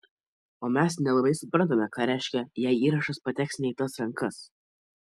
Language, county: Lithuanian, Kaunas